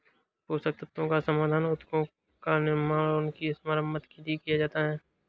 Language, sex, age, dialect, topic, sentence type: Hindi, male, 18-24, Awadhi Bundeli, agriculture, statement